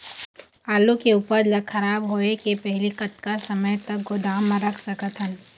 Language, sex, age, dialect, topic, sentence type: Chhattisgarhi, female, 51-55, Eastern, agriculture, question